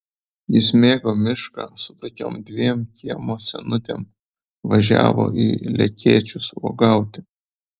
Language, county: Lithuanian, Vilnius